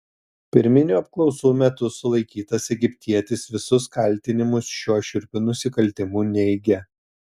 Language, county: Lithuanian, Telšiai